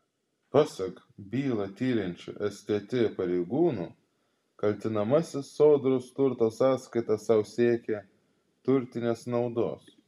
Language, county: Lithuanian, Klaipėda